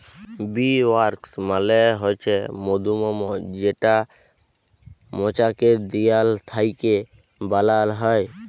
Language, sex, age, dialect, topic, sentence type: Bengali, male, 18-24, Jharkhandi, agriculture, statement